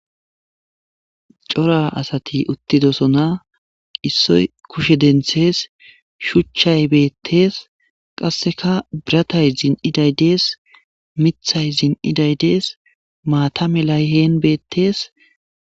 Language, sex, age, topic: Gamo, male, 25-35, government